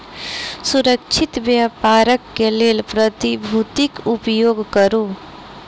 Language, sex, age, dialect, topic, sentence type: Maithili, female, 18-24, Southern/Standard, banking, statement